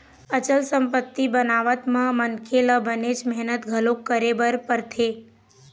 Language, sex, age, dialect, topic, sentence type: Chhattisgarhi, female, 18-24, Eastern, banking, statement